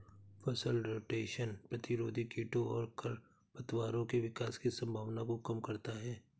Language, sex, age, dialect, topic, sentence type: Hindi, male, 36-40, Awadhi Bundeli, agriculture, statement